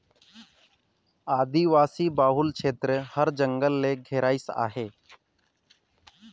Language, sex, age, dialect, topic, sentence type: Chhattisgarhi, male, 25-30, Northern/Bhandar, agriculture, statement